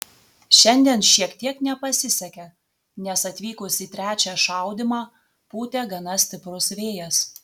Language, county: Lithuanian, Telšiai